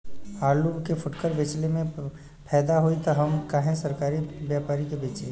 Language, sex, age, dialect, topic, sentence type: Bhojpuri, male, 25-30, Western, agriculture, question